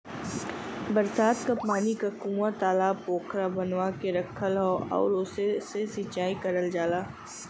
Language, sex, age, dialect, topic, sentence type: Bhojpuri, female, 25-30, Western, agriculture, statement